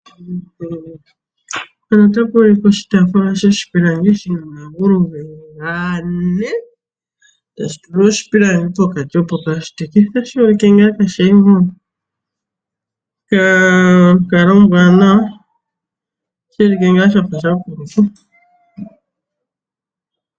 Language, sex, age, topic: Oshiwambo, female, 25-35, finance